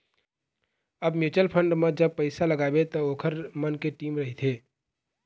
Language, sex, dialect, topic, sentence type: Chhattisgarhi, male, Eastern, banking, statement